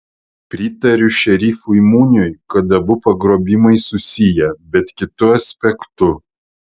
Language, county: Lithuanian, Vilnius